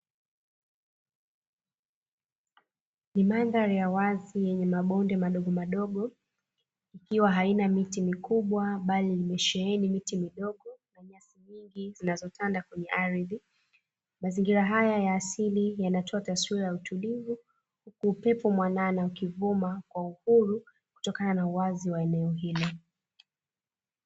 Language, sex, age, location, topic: Swahili, female, 25-35, Dar es Salaam, agriculture